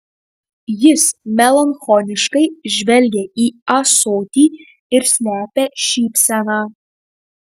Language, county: Lithuanian, Marijampolė